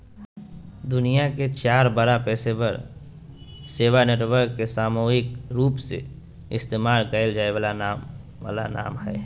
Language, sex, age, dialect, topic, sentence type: Magahi, male, 18-24, Southern, banking, statement